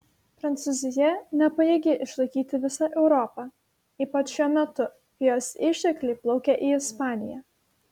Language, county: Lithuanian, Šiauliai